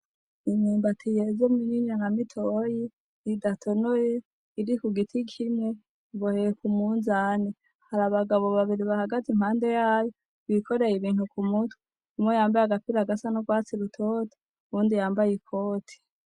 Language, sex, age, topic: Rundi, female, 25-35, agriculture